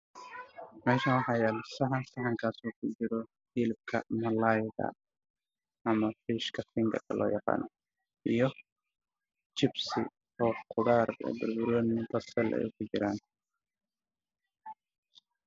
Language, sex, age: Somali, male, 18-24